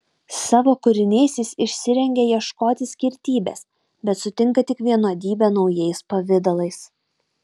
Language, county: Lithuanian, Utena